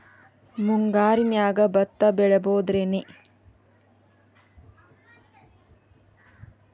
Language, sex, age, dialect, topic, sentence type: Kannada, female, 25-30, Dharwad Kannada, agriculture, question